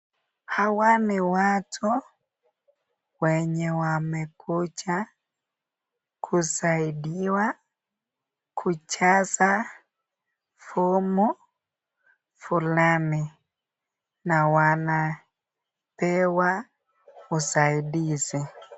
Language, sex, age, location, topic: Swahili, male, 18-24, Nakuru, government